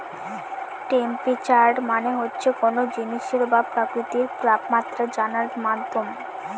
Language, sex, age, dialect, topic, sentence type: Bengali, female, 18-24, Northern/Varendri, agriculture, statement